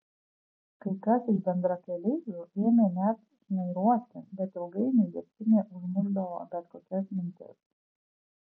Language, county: Lithuanian, Kaunas